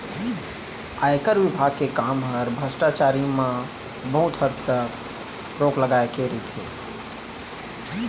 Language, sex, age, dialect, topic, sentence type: Chhattisgarhi, male, 25-30, Central, banking, statement